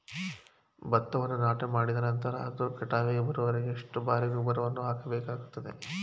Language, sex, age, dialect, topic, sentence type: Kannada, male, 25-30, Mysore Kannada, agriculture, question